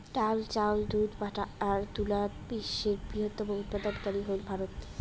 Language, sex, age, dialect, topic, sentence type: Bengali, female, 18-24, Rajbangshi, agriculture, statement